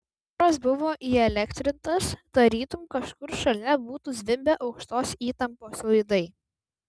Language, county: Lithuanian, Vilnius